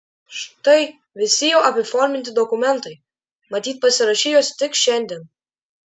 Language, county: Lithuanian, Klaipėda